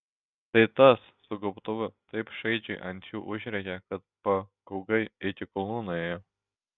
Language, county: Lithuanian, Šiauliai